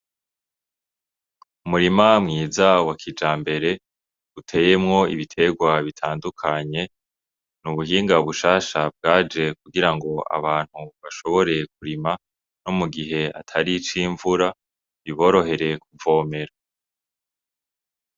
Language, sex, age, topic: Rundi, male, 18-24, agriculture